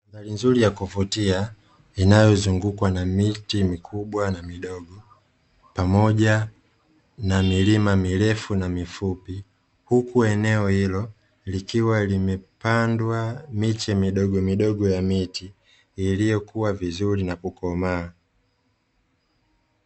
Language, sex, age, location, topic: Swahili, male, 25-35, Dar es Salaam, agriculture